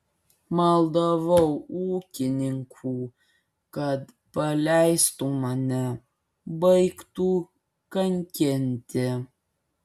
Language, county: Lithuanian, Kaunas